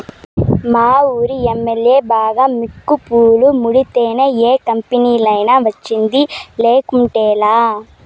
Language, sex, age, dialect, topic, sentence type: Telugu, female, 18-24, Southern, banking, statement